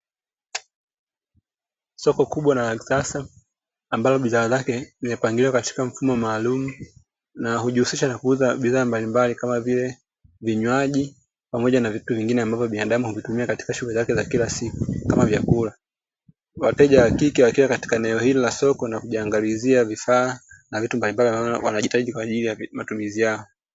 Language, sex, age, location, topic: Swahili, male, 25-35, Dar es Salaam, finance